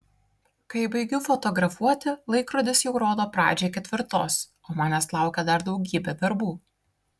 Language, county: Lithuanian, Kaunas